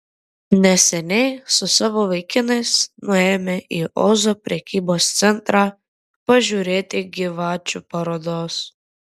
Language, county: Lithuanian, Vilnius